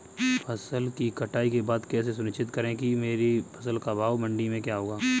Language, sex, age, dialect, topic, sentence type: Hindi, male, 25-30, Kanauji Braj Bhasha, agriculture, question